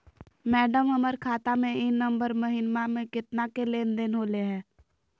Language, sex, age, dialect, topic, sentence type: Magahi, female, 31-35, Southern, banking, question